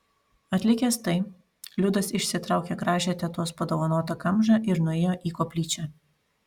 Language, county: Lithuanian, Panevėžys